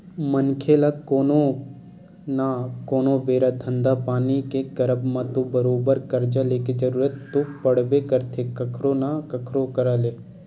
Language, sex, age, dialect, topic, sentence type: Chhattisgarhi, male, 18-24, Western/Budati/Khatahi, banking, statement